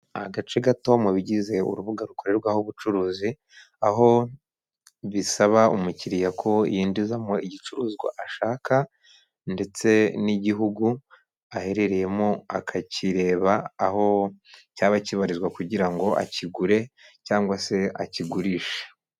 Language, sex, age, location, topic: Kinyarwanda, male, 25-35, Kigali, finance